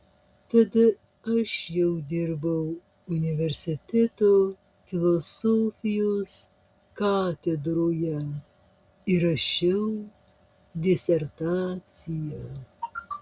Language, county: Lithuanian, Panevėžys